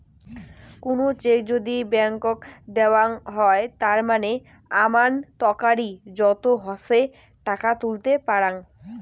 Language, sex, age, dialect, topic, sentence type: Bengali, female, 18-24, Rajbangshi, banking, statement